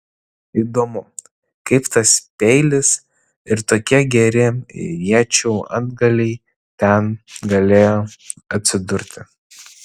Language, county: Lithuanian, Vilnius